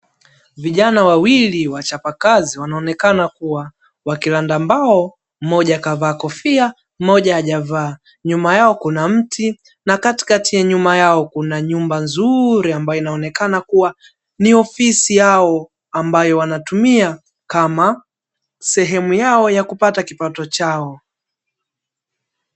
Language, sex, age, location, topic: Swahili, male, 18-24, Dar es Salaam, finance